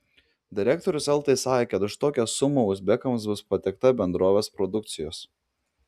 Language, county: Lithuanian, Klaipėda